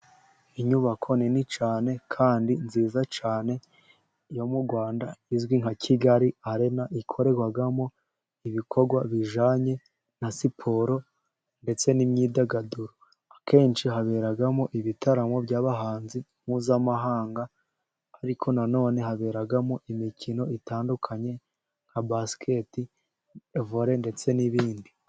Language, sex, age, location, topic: Kinyarwanda, male, 18-24, Musanze, government